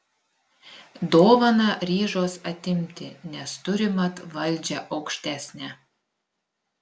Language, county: Lithuanian, Klaipėda